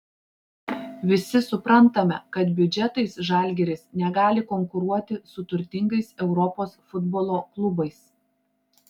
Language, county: Lithuanian, Klaipėda